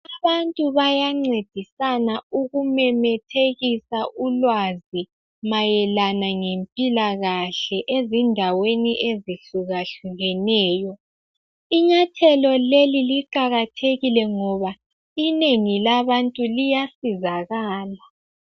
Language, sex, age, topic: North Ndebele, female, 18-24, health